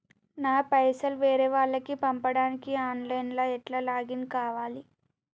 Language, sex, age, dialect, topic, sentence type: Telugu, female, 18-24, Telangana, banking, question